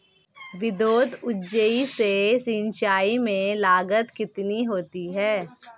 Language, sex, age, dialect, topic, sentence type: Hindi, female, 18-24, Marwari Dhudhari, agriculture, question